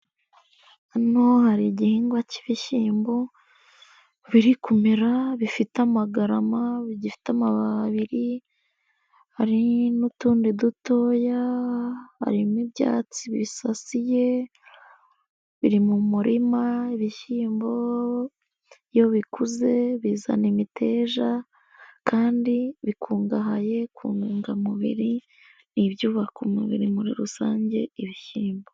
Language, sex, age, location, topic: Kinyarwanda, female, 18-24, Nyagatare, agriculture